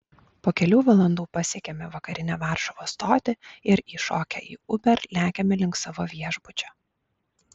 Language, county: Lithuanian, Klaipėda